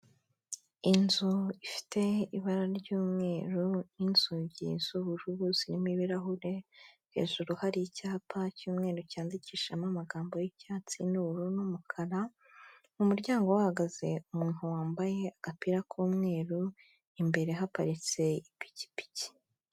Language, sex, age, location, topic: Kinyarwanda, female, 25-35, Kigali, health